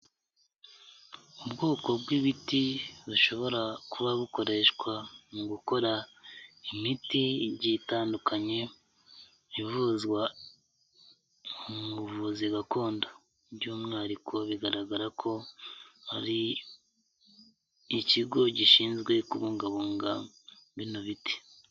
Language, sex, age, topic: Kinyarwanda, male, 25-35, health